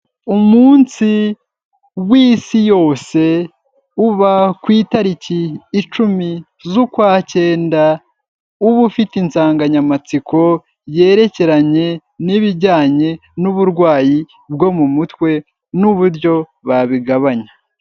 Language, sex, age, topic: Kinyarwanda, male, 18-24, health